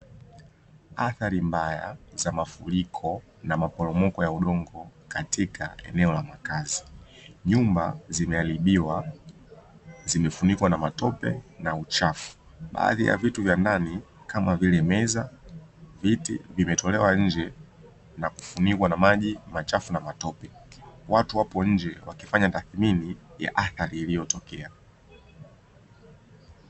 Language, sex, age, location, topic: Swahili, male, 25-35, Dar es Salaam, health